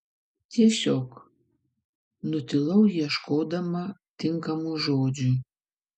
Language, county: Lithuanian, Vilnius